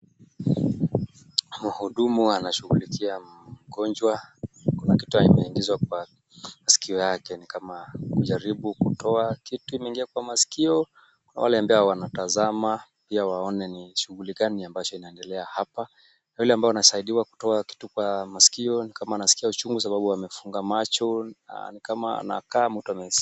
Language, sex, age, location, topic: Swahili, male, 36-49, Kisumu, health